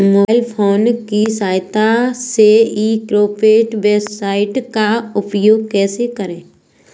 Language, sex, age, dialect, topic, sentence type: Hindi, female, 25-30, Kanauji Braj Bhasha, agriculture, question